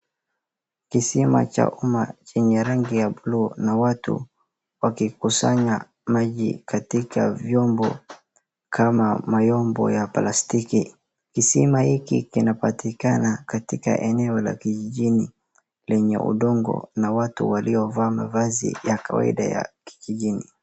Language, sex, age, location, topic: Swahili, male, 36-49, Wajir, health